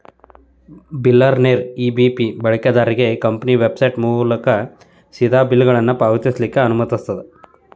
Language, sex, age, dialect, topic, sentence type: Kannada, male, 31-35, Dharwad Kannada, banking, statement